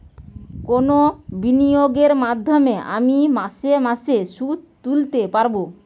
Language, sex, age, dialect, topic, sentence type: Bengali, female, 18-24, Western, banking, question